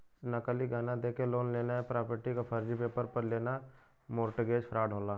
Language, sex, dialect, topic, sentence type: Bhojpuri, male, Western, banking, statement